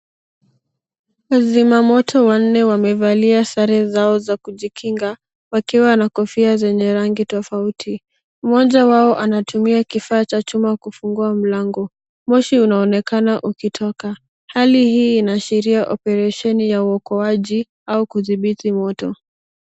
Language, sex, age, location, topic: Swahili, female, 18-24, Nairobi, health